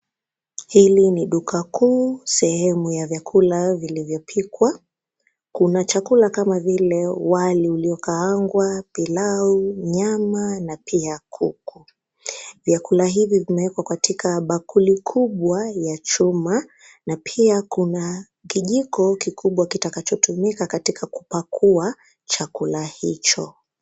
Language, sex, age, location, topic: Swahili, female, 25-35, Nairobi, finance